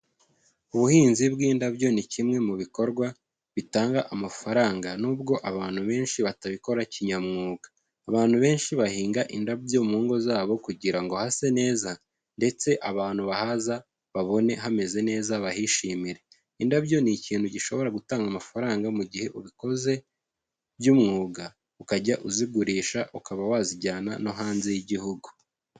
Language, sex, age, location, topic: Kinyarwanda, male, 18-24, Huye, agriculture